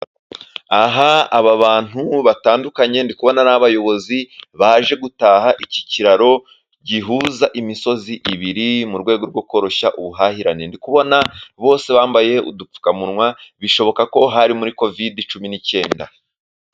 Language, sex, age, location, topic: Kinyarwanda, male, 25-35, Musanze, government